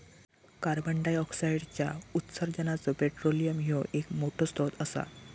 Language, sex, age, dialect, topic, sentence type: Marathi, male, 18-24, Southern Konkan, agriculture, statement